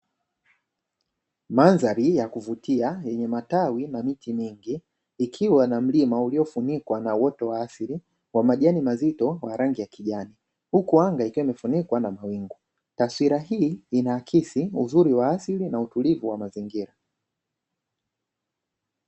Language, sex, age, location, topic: Swahili, male, 18-24, Dar es Salaam, agriculture